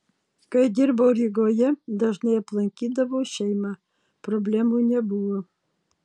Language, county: Lithuanian, Utena